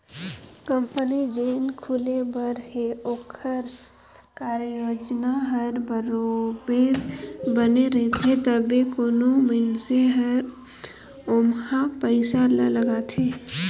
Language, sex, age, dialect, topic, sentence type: Chhattisgarhi, female, 18-24, Northern/Bhandar, banking, statement